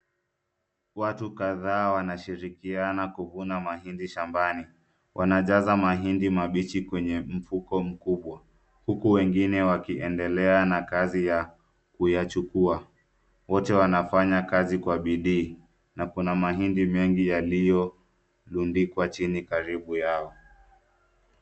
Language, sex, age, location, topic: Swahili, male, 25-35, Nairobi, agriculture